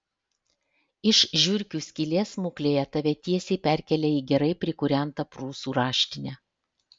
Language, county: Lithuanian, Alytus